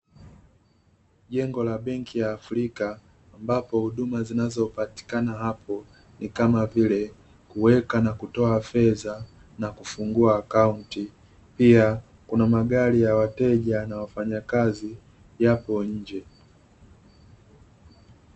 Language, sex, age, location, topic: Swahili, male, 25-35, Dar es Salaam, finance